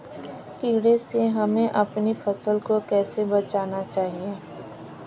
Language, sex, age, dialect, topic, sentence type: Hindi, female, 25-30, Kanauji Braj Bhasha, agriculture, question